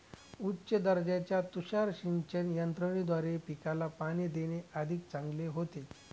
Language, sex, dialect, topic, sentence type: Marathi, male, Northern Konkan, agriculture, statement